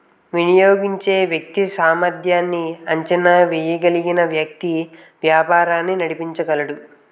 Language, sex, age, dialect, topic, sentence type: Telugu, male, 18-24, Utterandhra, banking, statement